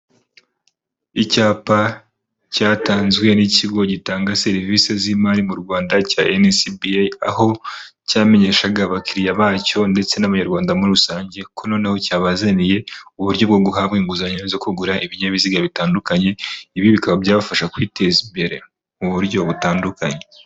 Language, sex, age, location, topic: Kinyarwanda, male, 25-35, Kigali, finance